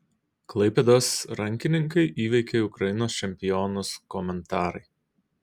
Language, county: Lithuanian, Kaunas